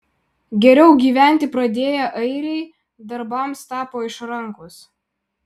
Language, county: Lithuanian, Vilnius